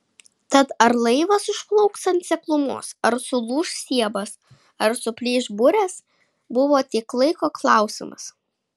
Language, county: Lithuanian, Šiauliai